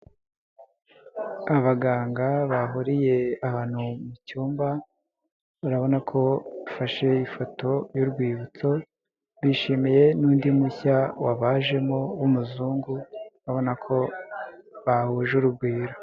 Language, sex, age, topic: Kinyarwanda, male, 18-24, health